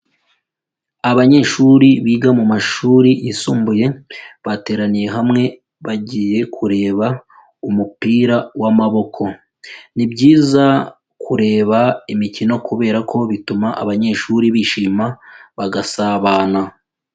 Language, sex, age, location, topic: Kinyarwanda, female, 25-35, Kigali, education